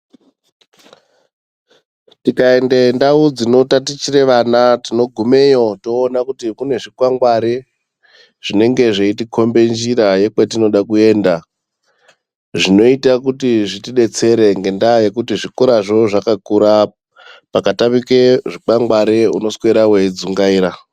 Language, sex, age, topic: Ndau, female, 18-24, education